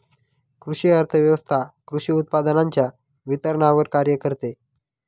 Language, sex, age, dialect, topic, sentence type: Marathi, male, 36-40, Northern Konkan, agriculture, statement